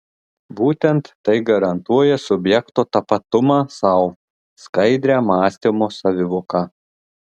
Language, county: Lithuanian, Telšiai